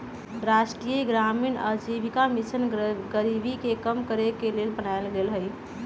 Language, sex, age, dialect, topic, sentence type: Magahi, female, 31-35, Western, banking, statement